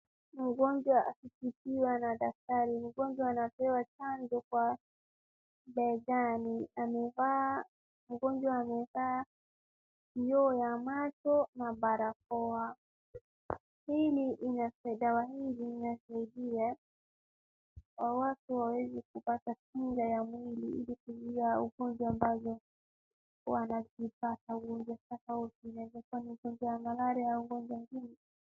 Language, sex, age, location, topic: Swahili, female, 18-24, Wajir, health